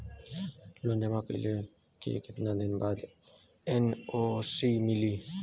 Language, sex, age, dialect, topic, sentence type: Bhojpuri, male, 18-24, Western, banking, question